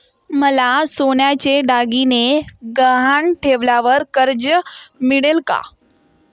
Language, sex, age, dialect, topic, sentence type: Marathi, female, 18-24, Standard Marathi, banking, question